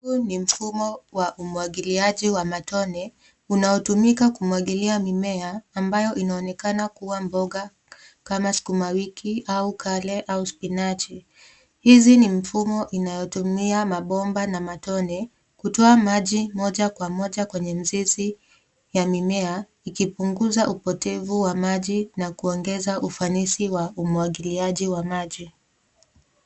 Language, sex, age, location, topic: Swahili, female, 18-24, Nairobi, agriculture